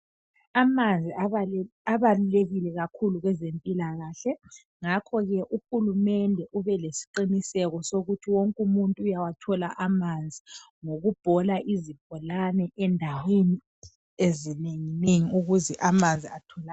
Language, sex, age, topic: North Ndebele, male, 25-35, health